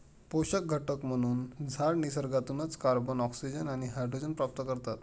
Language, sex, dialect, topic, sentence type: Marathi, male, Standard Marathi, agriculture, statement